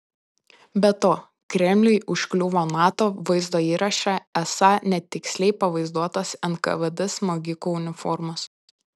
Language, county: Lithuanian, Panevėžys